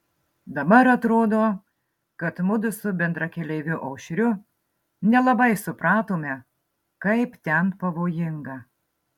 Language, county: Lithuanian, Marijampolė